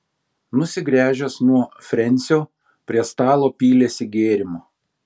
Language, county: Lithuanian, Šiauliai